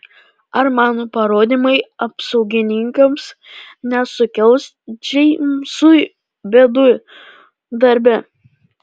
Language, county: Lithuanian, Panevėžys